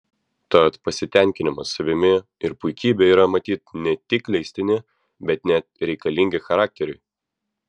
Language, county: Lithuanian, Vilnius